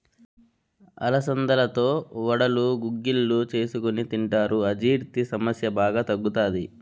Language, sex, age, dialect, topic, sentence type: Telugu, male, 25-30, Southern, agriculture, statement